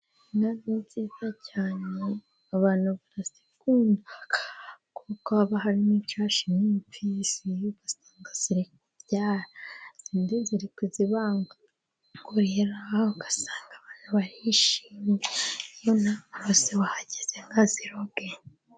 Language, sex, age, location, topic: Kinyarwanda, female, 25-35, Musanze, agriculture